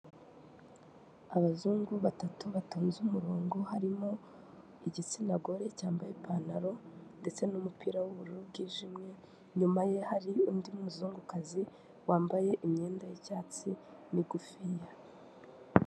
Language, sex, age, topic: Kinyarwanda, female, 18-24, finance